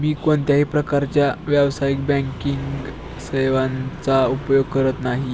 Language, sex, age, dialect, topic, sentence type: Marathi, male, 18-24, Standard Marathi, banking, statement